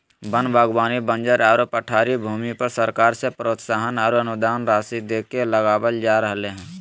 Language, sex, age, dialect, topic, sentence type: Magahi, male, 36-40, Southern, agriculture, statement